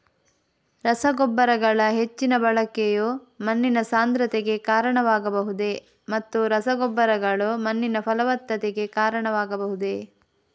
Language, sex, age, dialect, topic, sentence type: Kannada, female, 25-30, Coastal/Dakshin, agriculture, question